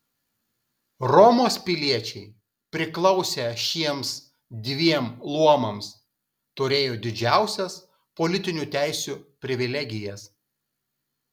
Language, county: Lithuanian, Kaunas